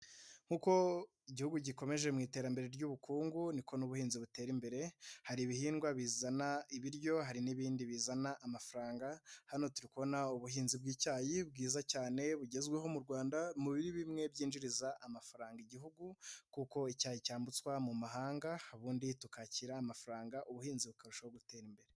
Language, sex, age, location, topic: Kinyarwanda, male, 25-35, Nyagatare, agriculture